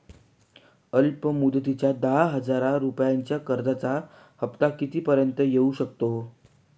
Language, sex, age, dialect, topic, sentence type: Marathi, male, 18-24, Northern Konkan, banking, question